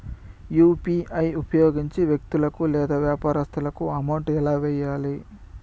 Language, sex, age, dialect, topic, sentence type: Telugu, male, 25-30, Southern, banking, question